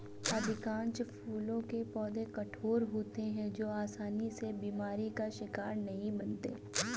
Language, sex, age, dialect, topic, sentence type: Hindi, female, 25-30, Awadhi Bundeli, agriculture, statement